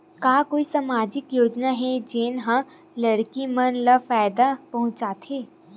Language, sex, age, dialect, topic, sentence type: Chhattisgarhi, female, 18-24, Western/Budati/Khatahi, banking, statement